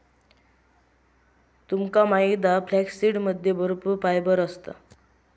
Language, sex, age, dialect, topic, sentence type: Marathi, female, 31-35, Southern Konkan, agriculture, statement